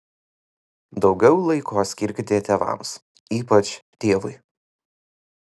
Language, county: Lithuanian, Vilnius